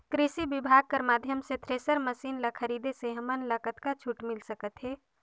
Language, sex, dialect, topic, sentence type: Chhattisgarhi, female, Northern/Bhandar, agriculture, question